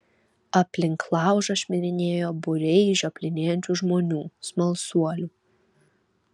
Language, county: Lithuanian, Alytus